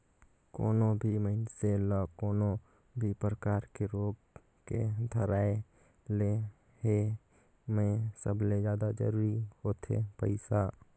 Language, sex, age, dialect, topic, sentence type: Chhattisgarhi, male, 18-24, Northern/Bhandar, banking, statement